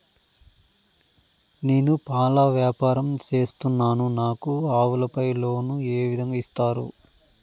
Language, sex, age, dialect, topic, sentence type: Telugu, male, 31-35, Southern, banking, question